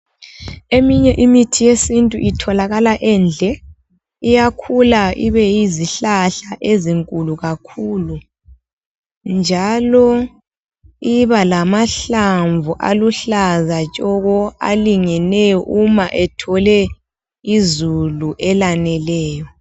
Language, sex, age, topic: North Ndebele, female, 25-35, health